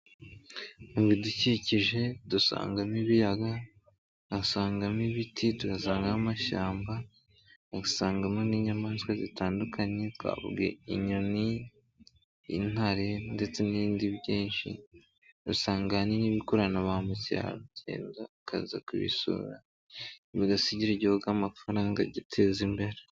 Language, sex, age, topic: Kinyarwanda, male, 18-24, agriculture